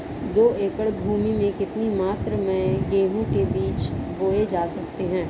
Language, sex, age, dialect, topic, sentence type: Hindi, female, 31-35, Marwari Dhudhari, agriculture, question